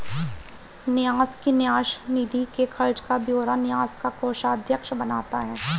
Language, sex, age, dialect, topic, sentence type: Hindi, male, 25-30, Marwari Dhudhari, banking, statement